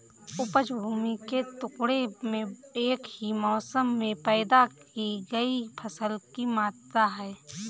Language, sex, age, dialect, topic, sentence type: Hindi, female, 18-24, Awadhi Bundeli, banking, statement